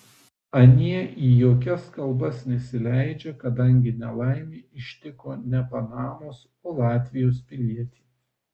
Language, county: Lithuanian, Vilnius